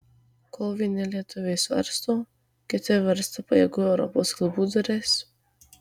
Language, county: Lithuanian, Marijampolė